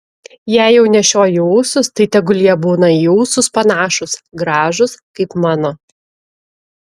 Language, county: Lithuanian, Klaipėda